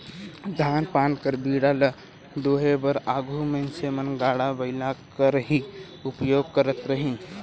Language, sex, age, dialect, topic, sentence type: Chhattisgarhi, male, 60-100, Northern/Bhandar, agriculture, statement